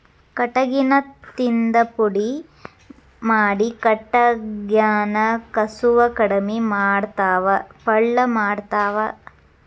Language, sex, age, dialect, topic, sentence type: Kannada, female, 18-24, Dharwad Kannada, agriculture, statement